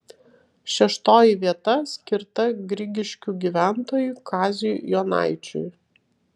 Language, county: Lithuanian, Vilnius